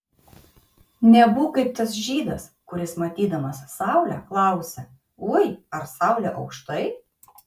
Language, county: Lithuanian, Kaunas